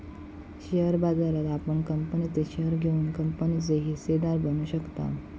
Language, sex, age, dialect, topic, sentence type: Marathi, female, 18-24, Southern Konkan, banking, statement